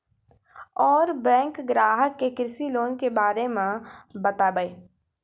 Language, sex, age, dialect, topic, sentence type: Maithili, female, 31-35, Angika, banking, question